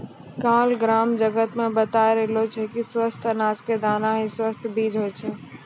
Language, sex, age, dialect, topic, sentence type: Maithili, female, 60-100, Angika, agriculture, statement